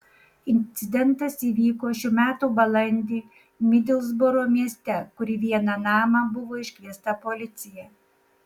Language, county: Lithuanian, Šiauliai